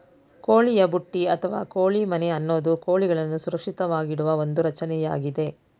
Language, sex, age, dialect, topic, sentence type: Kannada, female, 46-50, Mysore Kannada, agriculture, statement